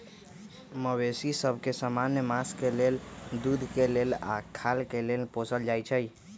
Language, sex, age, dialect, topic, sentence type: Magahi, male, 31-35, Western, agriculture, statement